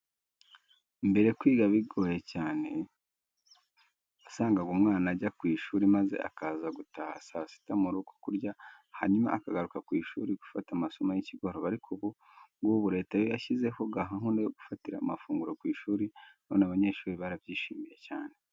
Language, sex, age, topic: Kinyarwanda, male, 25-35, education